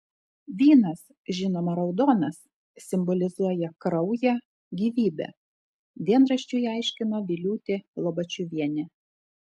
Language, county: Lithuanian, Telšiai